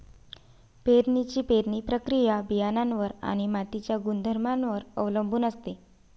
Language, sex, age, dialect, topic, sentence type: Marathi, female, 25-30, Varhadi, agriculture, statement